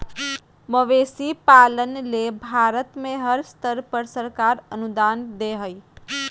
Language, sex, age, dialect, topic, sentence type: Magahi, female, 46-50, Southern, agriculture, statement